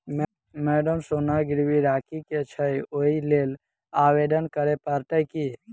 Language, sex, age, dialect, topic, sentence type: Maithili, male, 18-24, Southern/Standard, banking, question